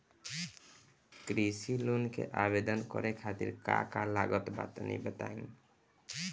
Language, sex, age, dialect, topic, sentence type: Bhojpuri, male, 18-24, Southern / Standard, banking, question